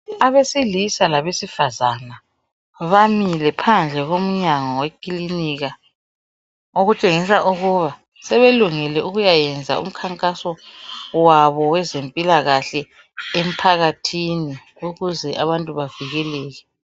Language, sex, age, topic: North Ndebele, male, 18-24, health